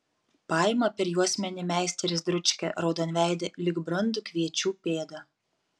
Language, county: Lithuanian, Panevėžys